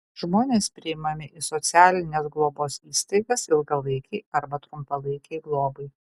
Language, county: Lithuanian, Kaunas